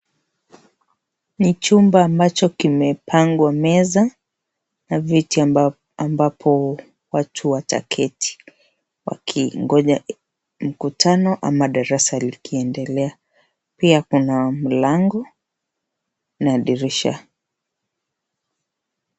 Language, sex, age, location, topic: Swahili, female, 25-35, Kisii, education